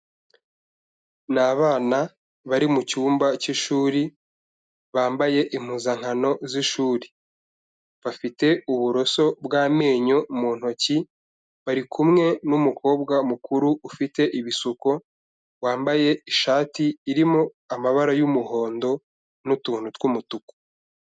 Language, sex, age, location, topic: Kinyarwanda, male, 25-35, Kigali, health